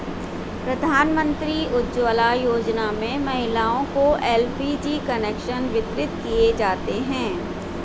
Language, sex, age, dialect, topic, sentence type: Hindi, female, 41-45, Hindustani Malvi Khadi Boli, agriculture, statement